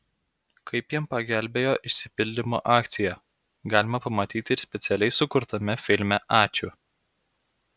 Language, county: Lithuanian, Klaipėda